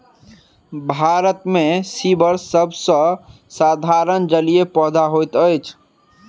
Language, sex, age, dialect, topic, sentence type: Maithili, male, 18-24, Southern/Standard, agriculture, statement